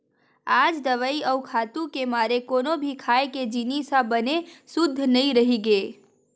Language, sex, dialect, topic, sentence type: Chhattisgarhi, female, Western/Budati/Khatahi, agriculture, statement